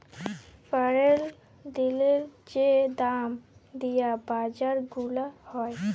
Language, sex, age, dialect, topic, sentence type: Bengali, female, <18, Jharkhandi, banking, statement